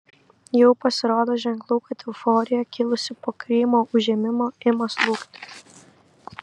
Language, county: Lithuanian, Kaunas